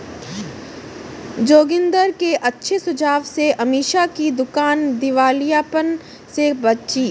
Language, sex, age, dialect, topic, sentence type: Hindi, female, 18-24, Marwari Dhudhari, banking, statement